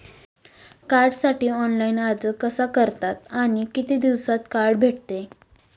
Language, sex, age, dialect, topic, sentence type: Marathi, female, 18-24, Standard Marathi, banking, question